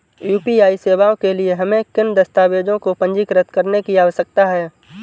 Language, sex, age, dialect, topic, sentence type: Hindi, male, 18-24, Marwari Dhudhari, banking, question